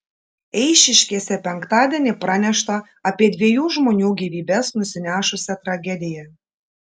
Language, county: Lithuanian, Šiauliai